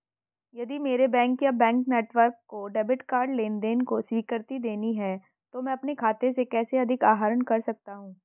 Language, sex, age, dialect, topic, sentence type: Hindi, female, 31-35, Hindustani Malvi Khadi Boli, banking, question